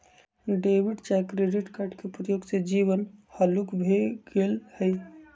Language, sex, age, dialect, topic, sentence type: Magahi, male, 60-100, Western, banking, statement